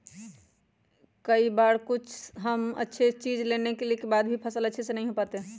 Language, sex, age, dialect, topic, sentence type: Magahi, female, 31-35, Western, agriculture, question